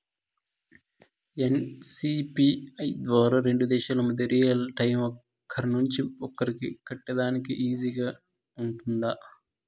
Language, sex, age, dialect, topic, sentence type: Telugu, male, 25-30, Southern, banking, question